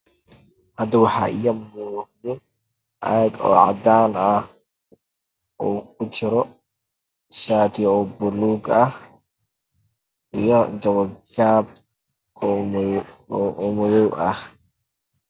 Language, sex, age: Somali, male, 25-35